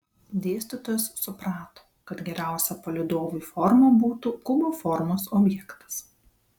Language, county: Lithuanian, Vilnius